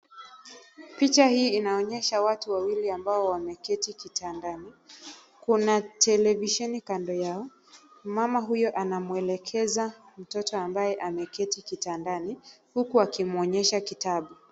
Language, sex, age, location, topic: Swahili, female, 25-35, Nakuru, health